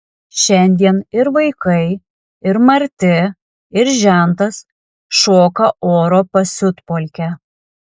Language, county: Lithuanian, Alytus